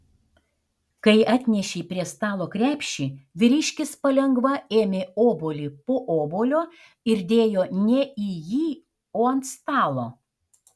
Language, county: Lithuanian, Šiauliai